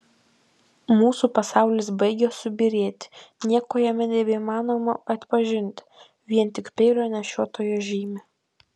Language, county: Lithuanian, Kaunas